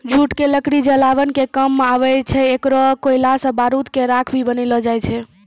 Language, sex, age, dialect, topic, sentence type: Maithili, female, 18-24, Angika, agriculture, statement